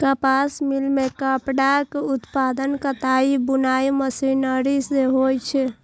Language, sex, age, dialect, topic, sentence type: Maithili, female, 18-24, Eastern / Thethi, agriculture, statement